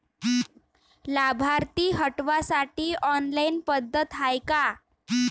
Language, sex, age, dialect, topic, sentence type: Marathi, female, 18-24, Varhadi, banking, question